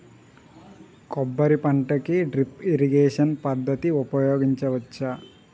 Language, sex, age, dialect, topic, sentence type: Telugu, male, 18-24, Utterandhra, agriculture, question